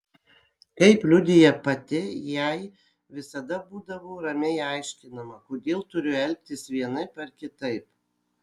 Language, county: Lithuanian, Kaunas